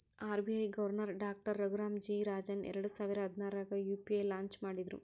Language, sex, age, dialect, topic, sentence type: Kannada, female, 25-30, Dharwad Kannada, banking, statement